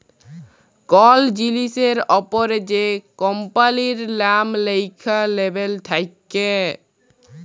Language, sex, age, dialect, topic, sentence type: Bengali, male, 41-45, Jharkhandi, banking, statement